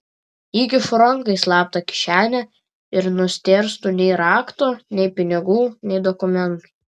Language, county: Lithuanian, Vilnius